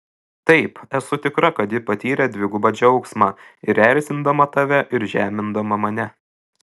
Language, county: Lithuanian, Šiauliai